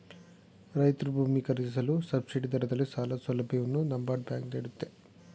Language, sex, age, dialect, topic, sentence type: Kannada, male, 36-40, Mysore Kannada, agriculture, statement